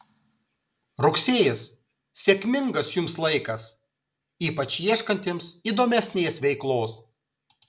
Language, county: Lithuanian, Kaunas